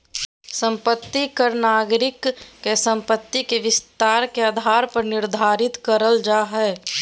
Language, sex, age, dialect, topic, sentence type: Magahi, female, 18-24, Southern, banking, statement